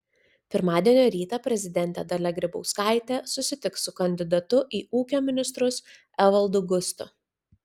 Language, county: Lithuanian, Vilnius